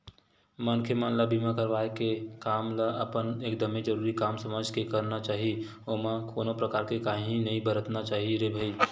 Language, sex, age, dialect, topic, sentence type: Chhattisgarhi, male, 18-24, Western/Budati/Khatahi, banking, statement